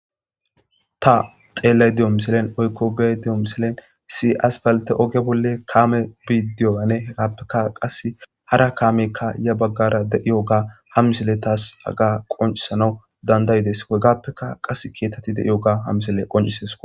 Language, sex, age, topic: Gamo, male, 25-35, government